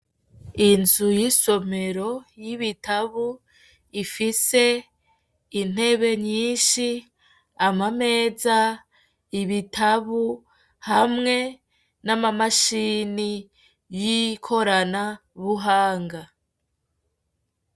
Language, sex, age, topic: Rundi, female, 25-35, education